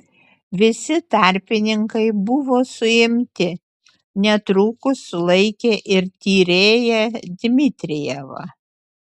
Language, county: Lithuanian, Utena